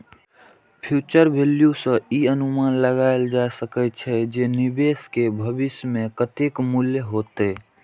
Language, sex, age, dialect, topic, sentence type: Maithili, male, 18-24, Eastern / Thethi, banking, statement